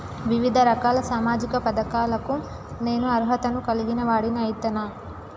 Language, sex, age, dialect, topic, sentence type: Telugu, female, 18-24, Telangana, banking, question